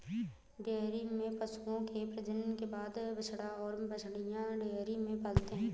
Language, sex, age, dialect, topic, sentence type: Hindi, female, 25-30, Awadhi Bundeli, agriculture, statement